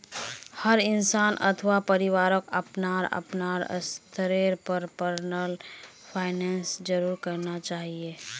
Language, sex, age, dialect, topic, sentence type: Magahi, female, 18-24, Northeastern/Surjapuri, banking, statement